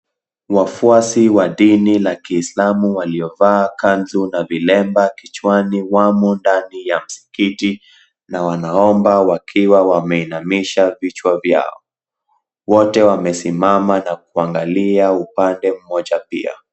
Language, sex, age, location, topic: Swahili, male, 18-24, Mombasa, government